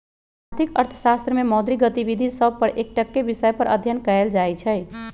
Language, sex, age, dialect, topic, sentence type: Magahi, male, 51-55, Western, banking, statement